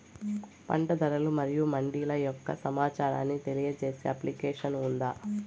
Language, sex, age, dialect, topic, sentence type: Telugu, female, 18-24, Southern, agriculture, question